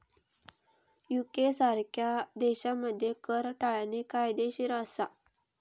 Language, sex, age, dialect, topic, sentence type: Marathi, female, 25-30, Southern Konkan, banking, statement